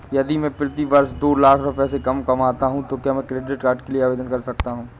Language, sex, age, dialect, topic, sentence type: Hindi, male, 18-24, Awadhi Bundeli, banking, question